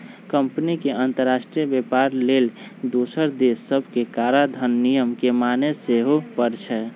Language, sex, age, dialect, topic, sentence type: Magahi, male, 25-30, Western, banking, statement